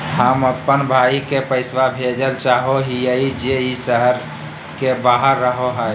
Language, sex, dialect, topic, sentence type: Magahi, male, Southern, banking, statement